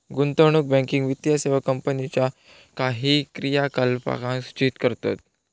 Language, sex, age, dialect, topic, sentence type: Marathi, male, 18-24, Southern Konkan, banking, statement